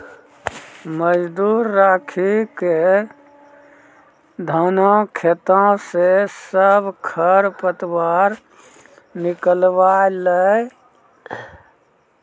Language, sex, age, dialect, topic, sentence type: Maithili, male, 56-60, Angika, agriculture, statement